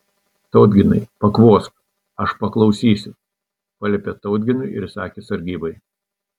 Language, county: Lithuanian, Telšiai